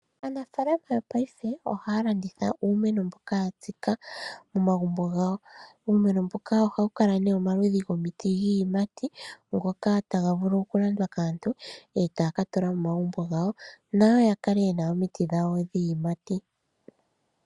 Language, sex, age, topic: Oshiwambo, female, 25-35, agriculture